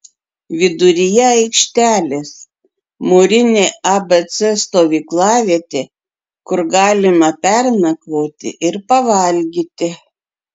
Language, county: Lithuanian, Klaipėda